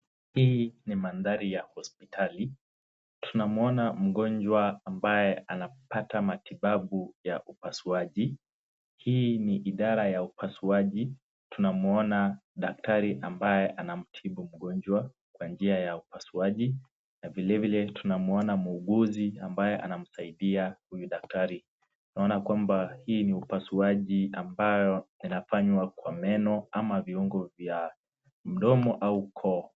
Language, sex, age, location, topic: Swahili, male, 18-24, Nakuru, health